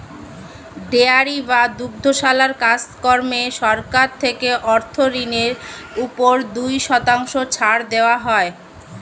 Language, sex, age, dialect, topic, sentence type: Bengali, female, 25-30, Standard Colloquial, agriculture, statement